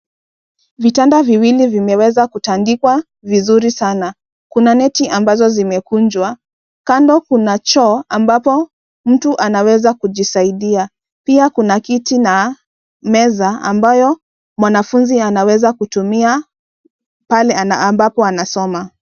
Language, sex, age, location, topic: Swahili, female, 25-35, Nairobi, education